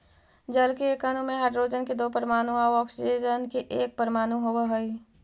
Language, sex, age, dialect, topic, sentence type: Magahi, female, 60-100, Central/Standard, banking, statement